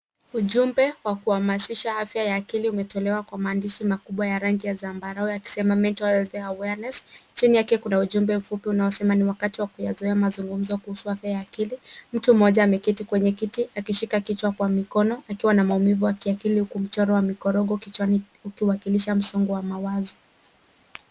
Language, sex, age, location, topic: Swahili, female, 18-24, Nairobi, health